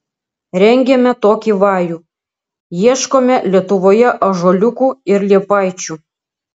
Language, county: Lithuanian, Kaunas